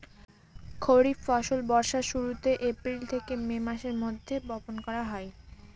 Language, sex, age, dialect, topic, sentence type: Bengali, female, 18-24, Northern/Varendri, agriculture, statement